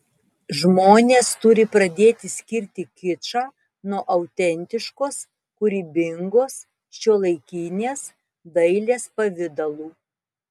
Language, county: Lithuanian, Tauragė